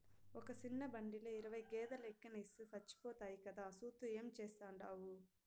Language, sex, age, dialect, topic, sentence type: Telugu, female, 60-100, Southern, agriculture, statement